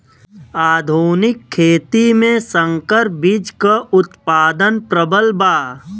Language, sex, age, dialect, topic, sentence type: Bhojpuri, male, 31-35, Western, agriculture, statement